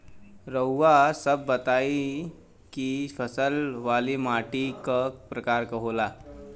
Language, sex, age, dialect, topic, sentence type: Bhojpuri, male, 18-24, Western, agriculture, question